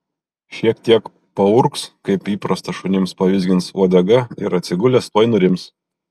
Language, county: Lithuanian, Kaunas